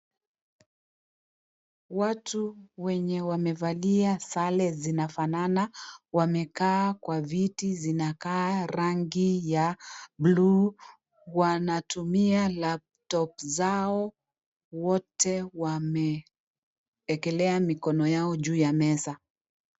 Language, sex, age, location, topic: Swahili, female, 36-49, Kisii, government